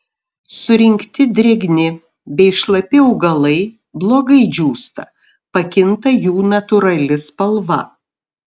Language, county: Lithuanian, Šiauliai